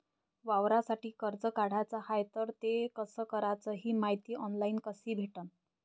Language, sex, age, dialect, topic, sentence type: Marathi, female, 25-30, Varhadi, banking, question